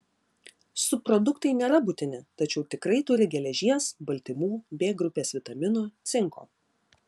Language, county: Lithuanian, Klaipėda